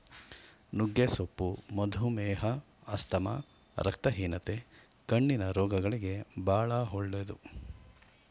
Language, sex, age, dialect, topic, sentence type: Kannada, male, 51-55, Mysore Kannada, agriculture, statement